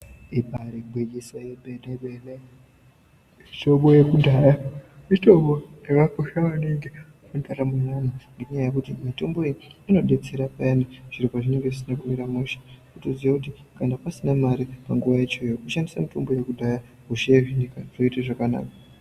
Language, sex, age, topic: Ndau, female, 18-24, health